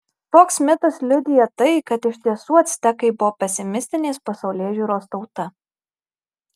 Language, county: Lithuanian, Marijampolė